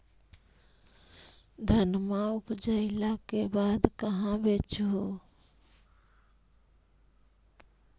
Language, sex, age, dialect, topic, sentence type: Magahi, female, 18-24, Central/Standard, agriculture, question